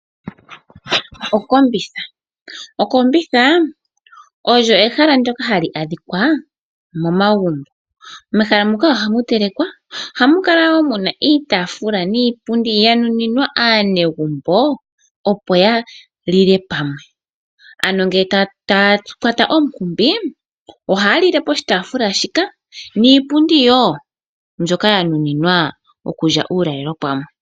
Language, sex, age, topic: Oshiwambo, female, 18-24, finance